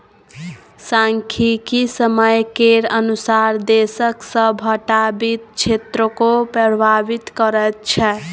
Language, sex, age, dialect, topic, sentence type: Maithili, female, 18-24, Bajjika, banking, statement